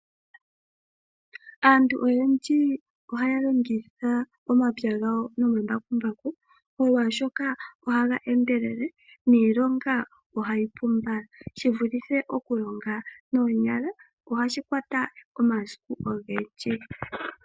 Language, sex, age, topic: Oshiwambo, female, 25-35, agriculture